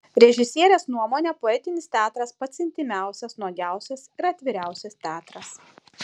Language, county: Lithuanian, Šiauliai